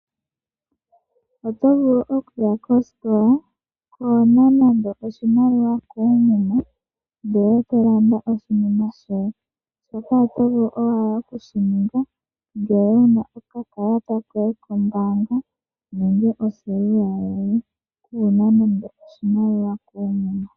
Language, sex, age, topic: Oshiwambo, female, 18-24, finance